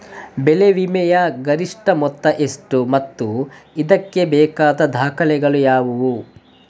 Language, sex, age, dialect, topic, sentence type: Kannada, male, 18-24, Coastal/Dakshin, agriculture, question